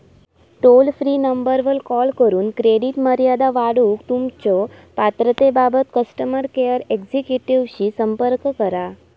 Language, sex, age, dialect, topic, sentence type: Marathi, female, 18-24, Southern Konkan, banking, statement